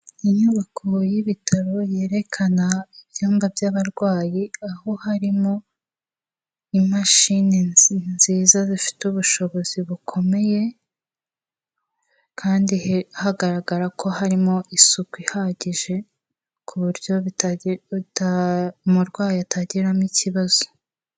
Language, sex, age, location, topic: Kinyarwanda, female, 18-24, Kigali, health